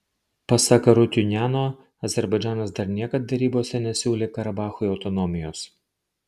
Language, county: Lithuanian, Marijampolė